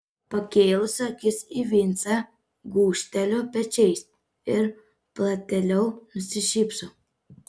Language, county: Lithuanian, Panevėžys